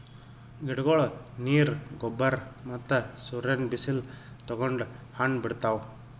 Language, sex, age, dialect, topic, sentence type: Kannada, male, 31-35, Northeastern, agriculture, statement